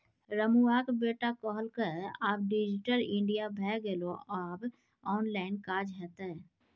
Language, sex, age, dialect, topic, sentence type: Maithili, female, 31-35, Bajjika, banking, statement